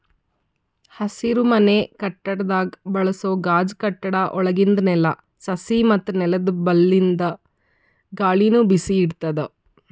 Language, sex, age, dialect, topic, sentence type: Kannada, female, 25-30, Northeastern, agriculture, statement